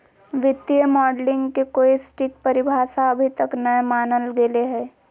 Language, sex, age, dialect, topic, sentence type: Magahi, female, 25-30, Southern, banking, statement